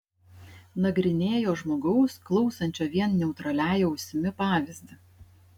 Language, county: Lithuanian, Šiauliai